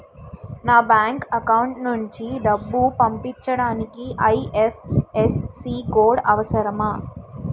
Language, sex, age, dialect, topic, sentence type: Telugu, female, 18-24, Utterandhra, banking, question